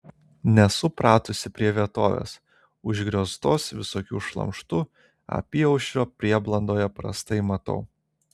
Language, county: Lithuanian, Telšiai